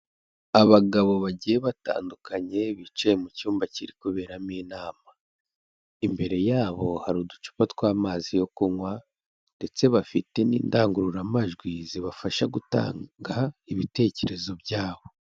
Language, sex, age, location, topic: Kinyarwanda, male, 25-35, Kigali, government